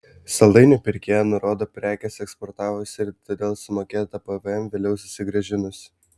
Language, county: Lithuanian, Vilnius